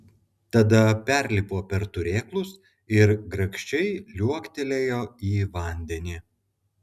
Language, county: Lithuanian, Klaipėda